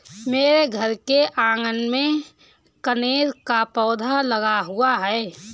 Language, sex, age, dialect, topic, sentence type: Hindi, female, 18-24, Awadhi Bundeli, agriculture, statement